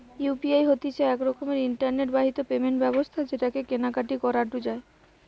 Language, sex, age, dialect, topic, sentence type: Bengali, female, 18-24, Western, banking, statement